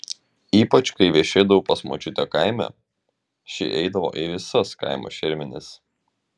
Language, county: Lithuanian, Šiauliai